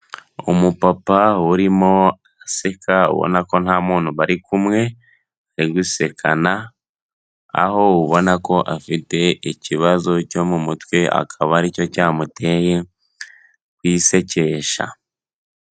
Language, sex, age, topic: Kinyarwanda, male, 18-24, health